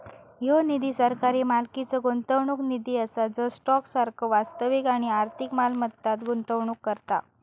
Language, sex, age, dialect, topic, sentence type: Marathi, female, 31-35, Southern Konkan, banking, statement